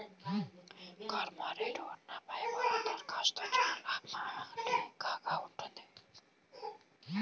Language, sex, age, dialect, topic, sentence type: Telugu, male, 18-24, Central/Coastal, agriculture, statement